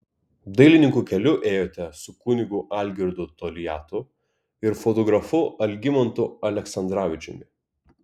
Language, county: Lithuanian, Kaunas